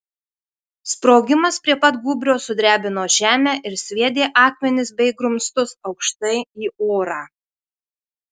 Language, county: Lithuanian, Marijampolė